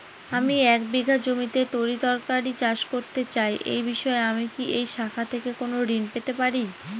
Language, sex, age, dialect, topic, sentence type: Bengali, female, 18-24, Northern/Varendri, banking, question